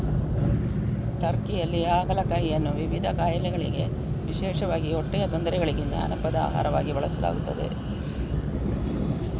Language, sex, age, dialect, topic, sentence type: Kannada, female, 41-45, Coastal/Dakshin, agriculture, statement